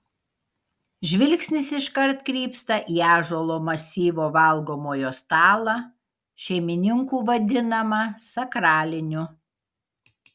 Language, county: Lithuanian, Kaunas